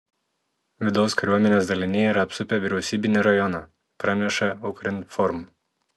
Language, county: Lithuanian, Telšiai